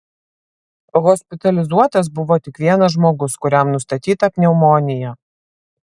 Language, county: Lithuanian, Vilnius